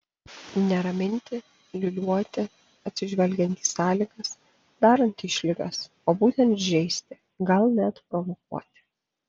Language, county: Lithuanian, Panevėžys